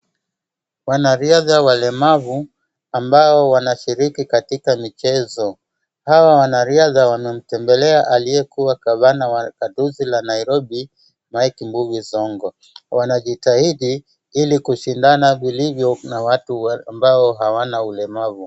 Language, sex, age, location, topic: Swahili, male, 36-49, Wajir, education